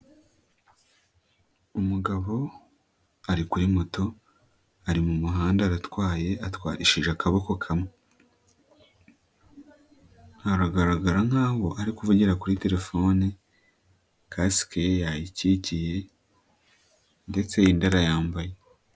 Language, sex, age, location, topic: Kinyarwanda, female, 18-24, Nyagatare, finance